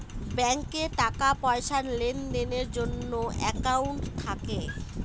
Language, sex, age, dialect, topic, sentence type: Bengali, female, 25-30, Northern/Varendri, banking, statement